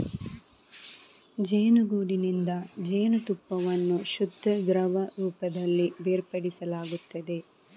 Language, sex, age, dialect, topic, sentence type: Kannada, female, 25-30, Coastal/Dakshin, agriculture, statement